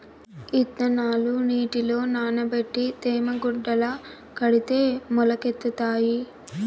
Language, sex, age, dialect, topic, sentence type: Telugu, female, 25-30, Southern, agriculture, statement